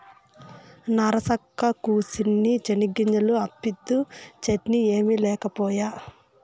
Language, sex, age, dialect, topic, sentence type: Telugu, female, 25-30, Southern, agriculture, statement